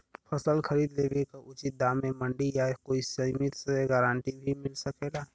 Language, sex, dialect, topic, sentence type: Bhojpuri, male, Western, agriculture, question